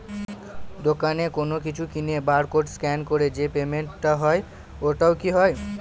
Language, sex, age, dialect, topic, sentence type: Bengali, male, 18-24, Northern/Varendri, banking, question